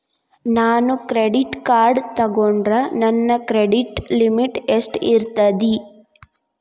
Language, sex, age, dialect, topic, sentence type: Kannada, female, 18-24, Dharwad Kannada, banking, question